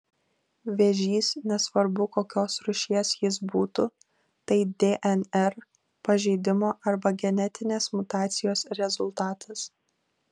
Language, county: Lithuanian, Kaunas